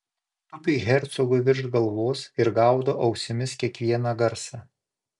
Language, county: Lithuanian, Panevėžys